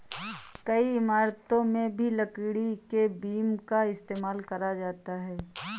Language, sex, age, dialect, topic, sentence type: Hindi, female, 25-30, Awadhi Bundeli, agriculture, statement